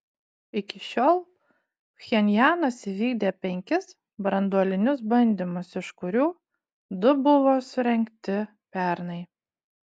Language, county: Lithuanian, Utena